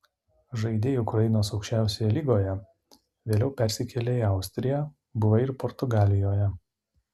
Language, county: Lithuanian, Utena